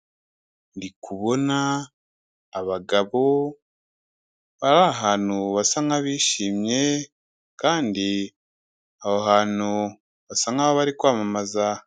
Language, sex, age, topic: Kinyarwanda, male, 25-35, finance